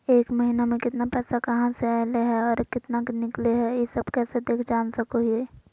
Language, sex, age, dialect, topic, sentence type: Magahi, female, 18-24, Southern, banking, question